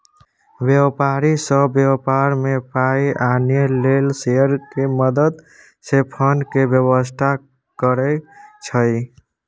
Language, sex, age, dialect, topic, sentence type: Maithili, male, 18-24, Bajjika, banking, statement